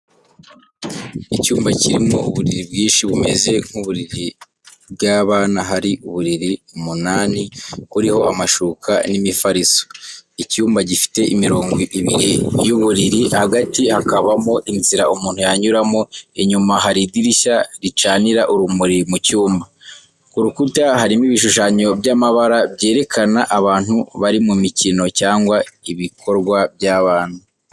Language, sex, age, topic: Kinyarwanda, male, 18-24, education